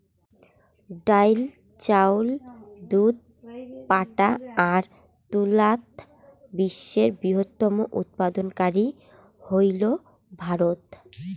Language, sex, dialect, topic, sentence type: Bengali, female, Rajbangshi, agriculture, statement